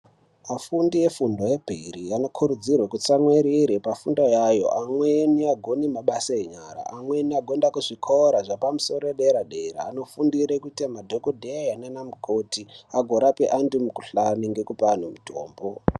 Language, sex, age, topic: Ndau, male, 18-24, education